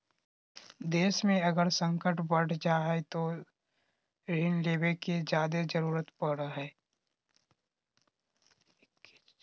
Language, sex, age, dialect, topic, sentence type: Magahi, male, 25-30, Southern, banking, statement